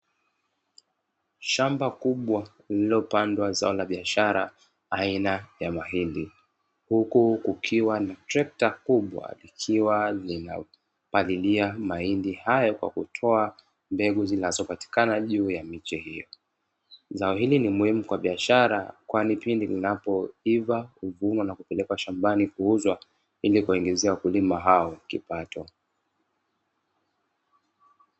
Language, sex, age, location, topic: Swahili, male, 25-35, Dar es Salaam, agriculture